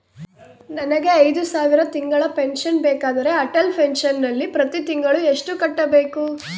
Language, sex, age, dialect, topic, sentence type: Kannada, female, 18-24, Central, banking, question